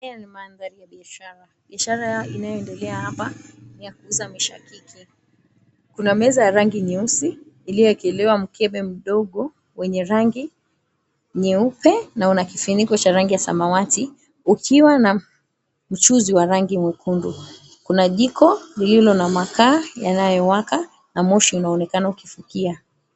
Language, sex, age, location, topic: Swahili, female, 25-35, Mombasa, agriculture